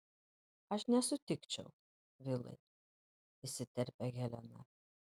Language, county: Lithuanian, Panevėžys